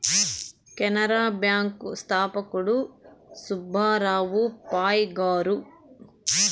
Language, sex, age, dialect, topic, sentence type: Telugu, male, 46-50, Southern, banking, statement